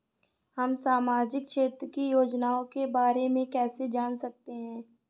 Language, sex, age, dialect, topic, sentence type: Hindi, female, 25-30, Awadhi Bundeli, banking, question